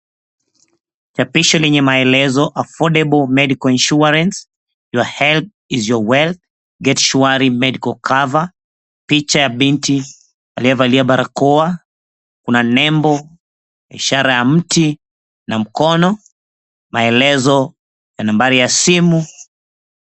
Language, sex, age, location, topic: Swahili, male, 36-49, Mombasa, finance